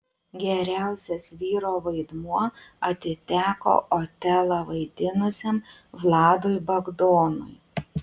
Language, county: Lithuanian, Utena